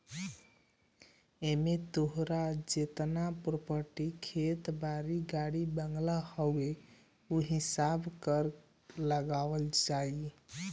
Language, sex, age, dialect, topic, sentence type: Bhojpuri, male, 18-24, Northern, banking, statement